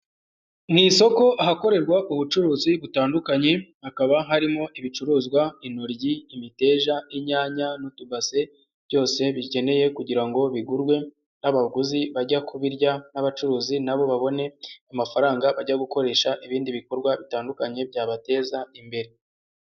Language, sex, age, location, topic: Kinyarwanda, male, 18-24, Huye, agriculture